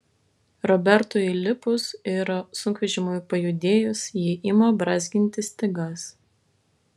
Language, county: Lithuanian, Vilnius